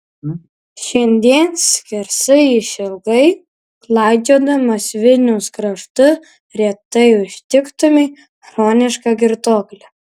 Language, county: Lithuanian, Kaunas